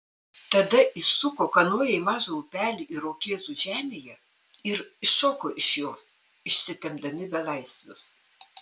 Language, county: Lithuanian, Panevėžys